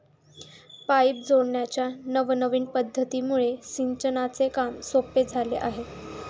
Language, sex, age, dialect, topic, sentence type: Marathi, female, 18-24, Northern Konkan, agriculture, statement